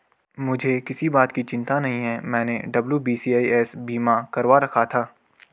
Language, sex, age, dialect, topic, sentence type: Hindi, male, 18-24, Garhwali, banking, statement